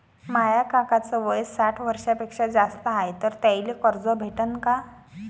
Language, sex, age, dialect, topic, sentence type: Marathi, female, 18-24, Varhadi, banking, statement